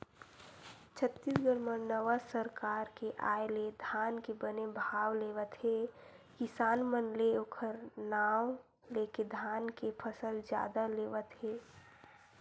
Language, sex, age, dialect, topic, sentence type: Chhattisgarhi, female, 18-24, Western/Budati/Khatahi, agriculture, statement